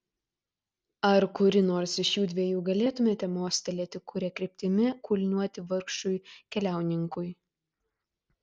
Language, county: Lithuanian, Klaipėda